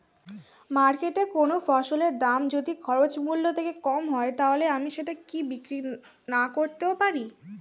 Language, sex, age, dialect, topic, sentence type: Bengali, female, <18, Standard Colloquial, agriculture, question